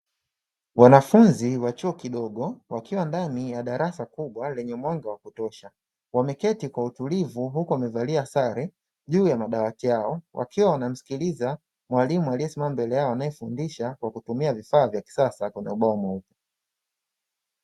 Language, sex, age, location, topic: Swahili, male, 25-35, Dar es Salaam, education